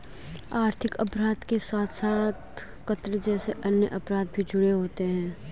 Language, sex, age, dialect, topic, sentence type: Hindi, female, 18-24, Garhwali, banking, statement